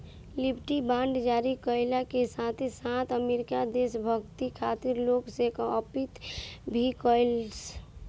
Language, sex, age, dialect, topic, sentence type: Bhojpuri, female, 18-24, Northern, banking, statement